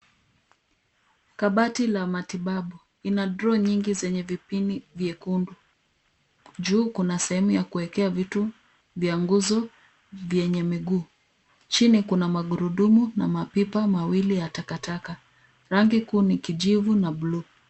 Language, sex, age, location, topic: Swahili, female, 25-35, Nairobi, health